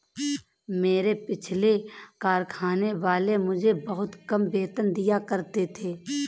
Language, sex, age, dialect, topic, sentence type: Hindi, female, 31-35, Marwari Dhudhari, banking, statement